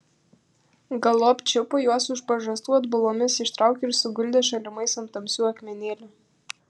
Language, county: Lithuanian, Kaunas